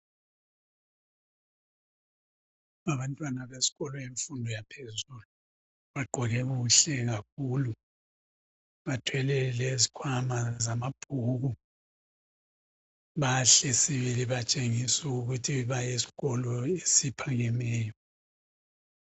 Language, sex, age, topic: North Ndebele, male, 50+, education